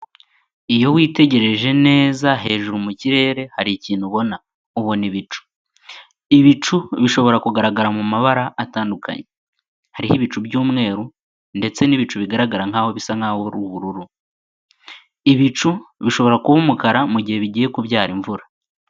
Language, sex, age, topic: Kinyarwanda, male, 18-24, government